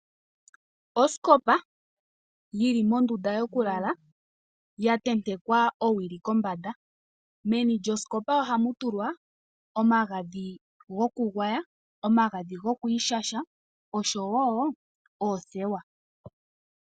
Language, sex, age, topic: Oshiwambo, female, 18-24, finance